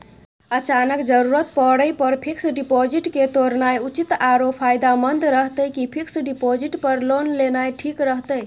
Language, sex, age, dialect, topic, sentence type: Maithili, female, 25-30, Bajjika, banking, question